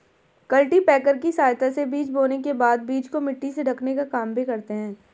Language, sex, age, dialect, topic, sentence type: Hindi, female, 18-24, Marwari Dhudhari, agriculture, statement